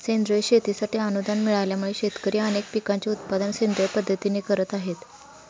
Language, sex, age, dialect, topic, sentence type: Marathi, female, 31-35, Standard Marathi, agriculture, statement